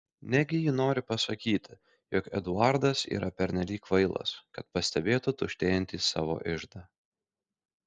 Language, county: Lithuanian, Kaunas